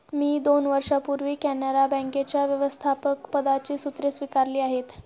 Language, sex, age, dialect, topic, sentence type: Marathi, female, 36-40, Standard Marathi, banking, statement